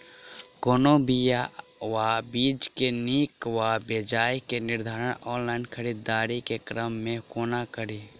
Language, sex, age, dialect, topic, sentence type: Maithili, male, 18-24, Southern/Standard, agriculture, question